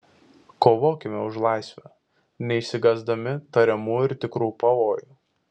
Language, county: Lithuanian, Vilnius